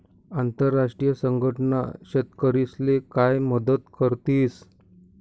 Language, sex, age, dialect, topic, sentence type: Marathi, male, 60-100, Northern Konkan, banking, statement